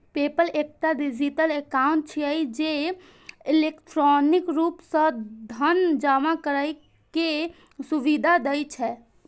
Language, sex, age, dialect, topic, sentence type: Maithili, female, 51-55, Eastern / Thethi, banking, statement